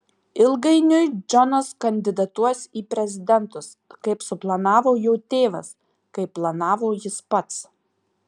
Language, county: Lithuanian, Marijampolė